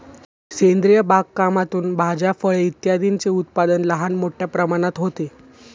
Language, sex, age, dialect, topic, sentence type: Marathi, male, 18-24, Standard Marathi, agriculture, statement